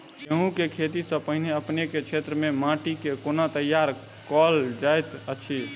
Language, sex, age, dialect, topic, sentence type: Maithili, male, 18-24, Southern/Standard, agriculture, question